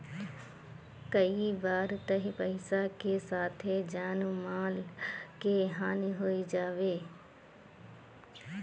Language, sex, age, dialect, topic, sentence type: Bhojpuri, female, 25-30, Northern, banking, statement